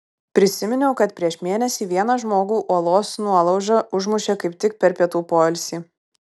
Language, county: Lithuanian, Kaunas